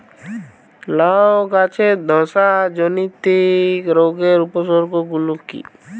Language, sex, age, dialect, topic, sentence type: Bengali, male, 18-24, Western, agriculture, question